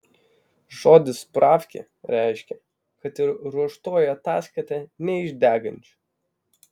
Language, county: Lithuanian, Vilnius